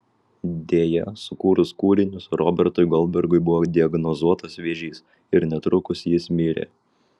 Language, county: Lithuanian, Vilnius